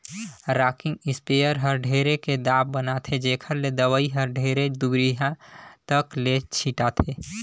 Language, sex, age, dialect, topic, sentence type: Chhattisgarhi, male, 25-30, Northern/Bhandar, agriculture, statement